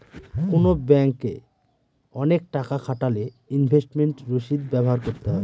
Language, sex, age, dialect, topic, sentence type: Bengali, male, 31-35, Northern/Varendri, banking, statement